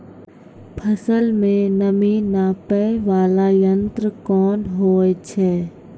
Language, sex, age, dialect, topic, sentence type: Maithili, female, 18-24, Angika, agriculture, question